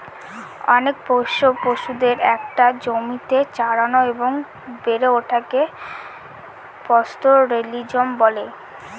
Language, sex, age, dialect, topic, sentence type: Bengali, female, 18-24, Northern/Varendri, agriculture, statement